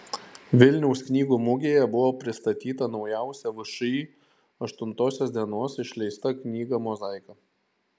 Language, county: Lithuanian, Šiauliai